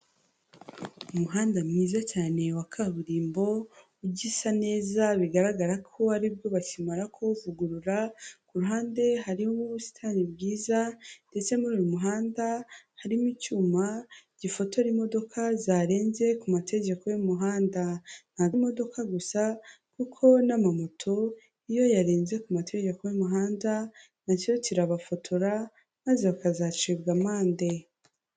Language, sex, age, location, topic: Kinyarwanda, female, 18-24, Huye, government